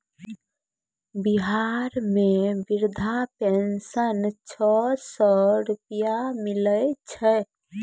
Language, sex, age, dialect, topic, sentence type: Maithili, female, 18-24, Angika, banking, statement